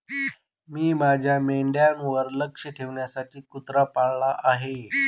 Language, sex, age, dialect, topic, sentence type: Marathi, male, 41-45, Northern Konkan, agriculture, statement